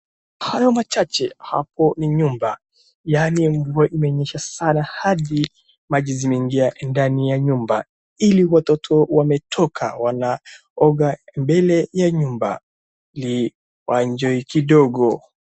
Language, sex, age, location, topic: Swahili, male, 36-49, Wajir, health